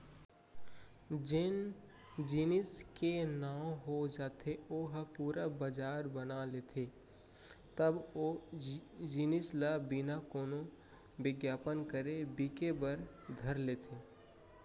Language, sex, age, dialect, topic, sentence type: Chhattisgarhi, male, 25-30, Central, banking, statement